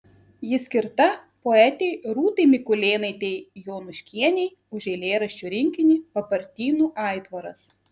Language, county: Lithuanian, Kaunas